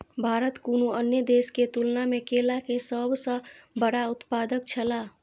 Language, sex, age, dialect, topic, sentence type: Maithili, female, 25-30, Eastern / Thethi, agriculture, statement